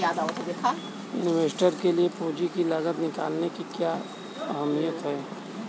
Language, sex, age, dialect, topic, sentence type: Hindi, male, 31-35, Kanauji Braj Bhasha, banking, statement